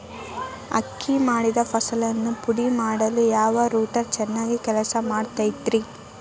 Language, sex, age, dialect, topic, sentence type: Kannada, female, 18-24, Dharwad Kannada, agriculture, question